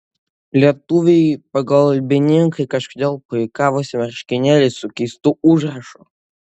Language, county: Lithuanian, Utena